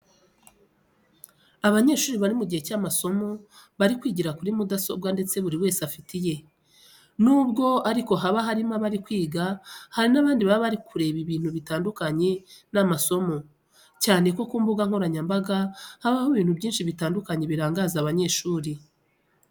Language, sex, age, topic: Kinyarwanda, female, 25-35, education